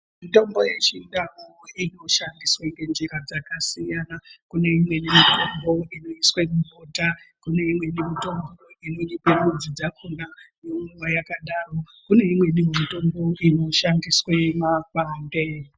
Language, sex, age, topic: Ndau, male, 36-49, health